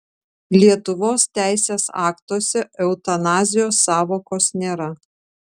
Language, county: Lithuanian, Vilnius